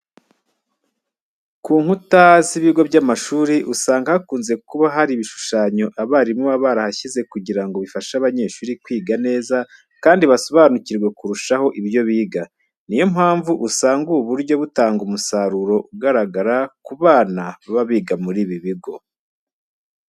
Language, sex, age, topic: Kinyarwanda, male, 25-35, education